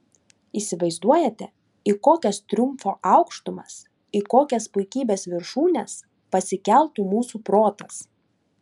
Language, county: Lithuanian, Klaipėda